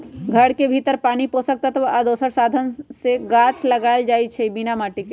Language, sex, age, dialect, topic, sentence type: Magahi, female, 18-24, Western, agriculture, statement